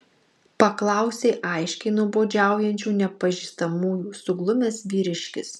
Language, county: Lithuanian, Marijampolė